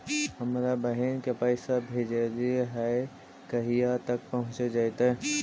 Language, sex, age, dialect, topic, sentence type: Magahi, male, 25-30, Central/Standard, banking, question